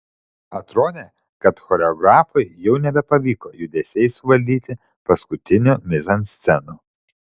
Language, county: Lithuanian, Šiauliai